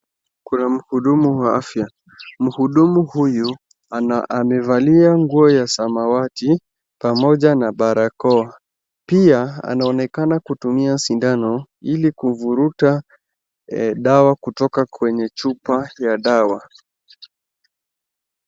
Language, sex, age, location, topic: Swahili, male, 36-49, Wajir, health